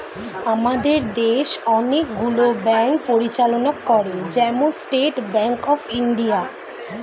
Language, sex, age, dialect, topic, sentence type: Bengali, female, 18-24, Standard Colloquial, banking, statement